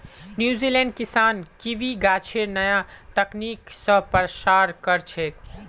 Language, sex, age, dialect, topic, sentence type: Magahi, male, 25-30, Northeastern/Surjapuri, agriculture, statement